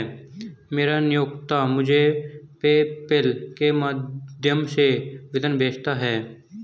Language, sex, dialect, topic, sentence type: Hindi, male, Hindustani Malvi Khadi Boli, banking, statement